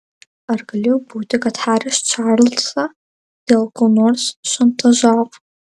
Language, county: Lithuanian, Marijampolė